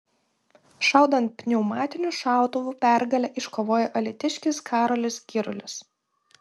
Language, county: Lithuanian, Kaunas